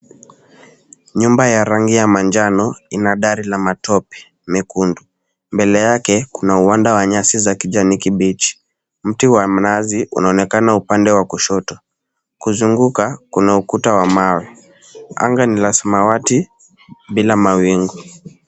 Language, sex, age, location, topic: Swahili, male, 18-24, Kisumu, education